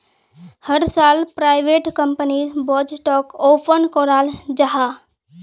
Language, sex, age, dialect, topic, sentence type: Magahi, female, 18-24, Northeastern/Surjapuri, banking, statement